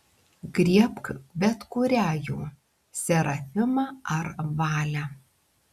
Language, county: Lithuanian, Klaipėda